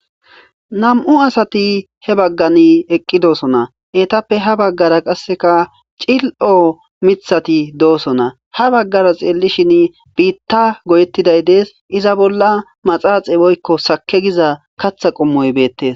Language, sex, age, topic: Gamo, male, 18-24, agriculture